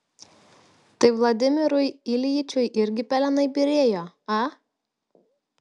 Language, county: Lithuanian, Telšiai